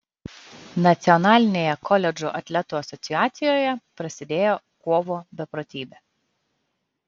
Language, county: Lithuanian, Kaunas